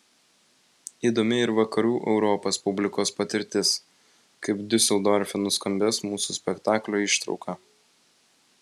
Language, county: Lithuanian, Vilnius